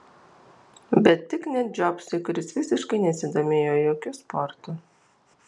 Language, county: Lithuanian, Alytus